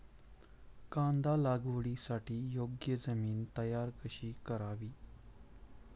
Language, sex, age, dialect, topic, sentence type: Marathi, male, 25-30, Standard Marathi, agriculture, question